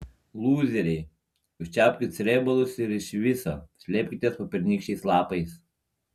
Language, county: Lithuanian, Panevėžys